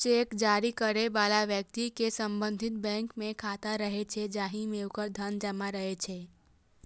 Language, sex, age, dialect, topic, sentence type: Maithili, female, 18-24, Eastern / Thethi, banking, statement